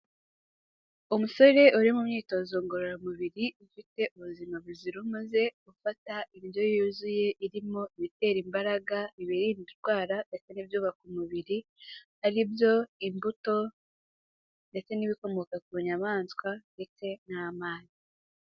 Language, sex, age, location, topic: Kinyarwanda, female, 18-24, Kigali, health